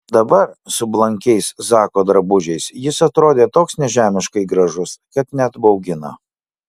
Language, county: Lithuanian, Kaunas